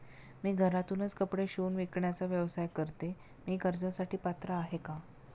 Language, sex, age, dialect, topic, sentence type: Marathi, female, 56-60, Standard Marathi, banking, question